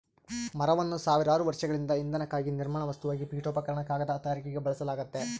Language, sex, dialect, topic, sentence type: Kannada, male, Central, agriculture, statement